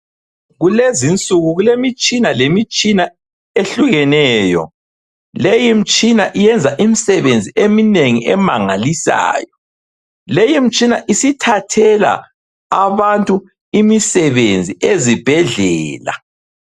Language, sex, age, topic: North Ndebele, male, 25-35, health